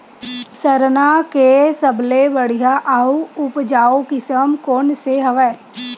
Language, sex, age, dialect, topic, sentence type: Chhattisgarhi, female, 25-30, Western/Budati/Khatahi, agriculture, question